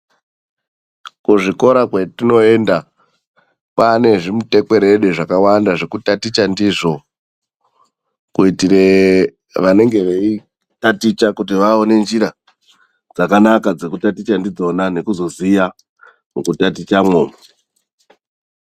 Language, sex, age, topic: Ndau, male, 25-35, education